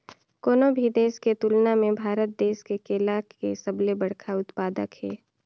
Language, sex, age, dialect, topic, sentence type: Chhattisgarhi, female, 25-30, Northern/Bhandar, agriculture, statement